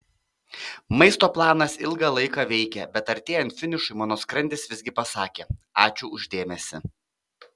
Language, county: Lithuanian, Panevėžys